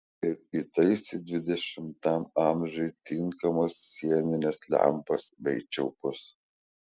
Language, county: Lithuanian, Kaunas